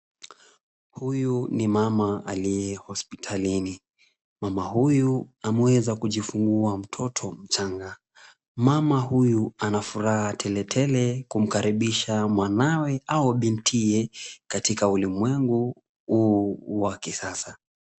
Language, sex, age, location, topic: Swahili, male, 25-35, Kisumu, health